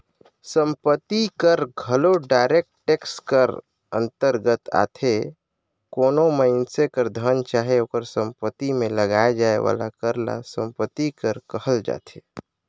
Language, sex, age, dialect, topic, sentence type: Chhattisgarhi, male, 25-30, Northern/Bhandar, banking, statement